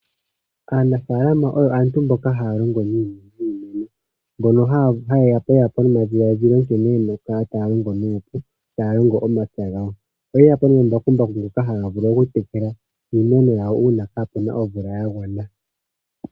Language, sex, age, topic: Oshiwambo, male, 25-35, agriculture